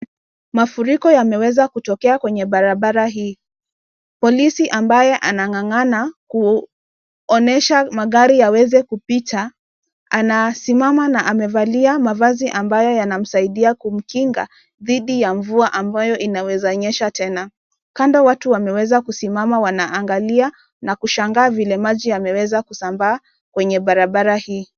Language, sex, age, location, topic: Swahili, female, 25-35, Nairobi, health